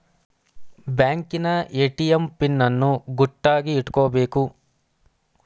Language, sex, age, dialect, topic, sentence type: Kannada, male, 25-30, Mysore Kannada, banking, statement